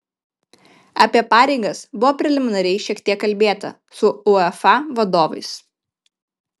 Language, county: Lithuanian, Kaunas